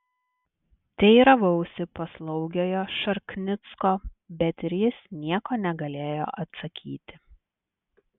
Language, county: Lithuanian, Klaipėda